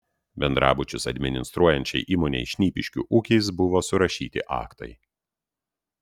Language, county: Lithuanian, Utena